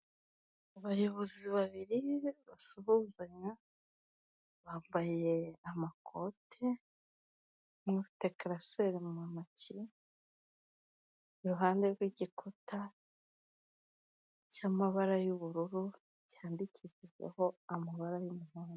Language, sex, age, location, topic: Kinyarwanda, female, 25-35, Kigali, health